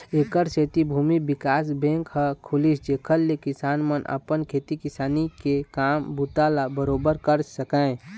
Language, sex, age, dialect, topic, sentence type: Chhattisgarhi, male, 60-100, Eastern, banking, statement